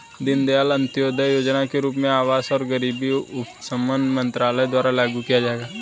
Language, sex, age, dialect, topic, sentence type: Hindi, male, 18-24, Hindustani Malvi Khadi Boli, banking, statement